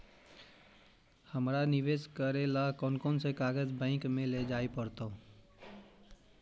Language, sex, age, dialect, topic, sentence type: Magahi, male, 18-24, Central/Standard, banking, question